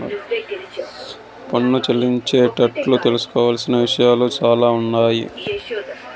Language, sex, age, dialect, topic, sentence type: Telugu, male, 51-55, Southern, banking, statement